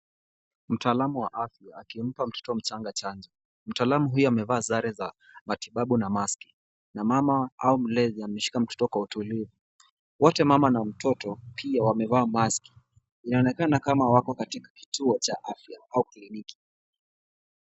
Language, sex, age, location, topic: Swahili, male, 18-24, Kisumu, health